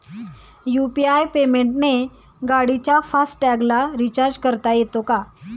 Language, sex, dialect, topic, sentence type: Marathi, female, Standard Marathi, banking, question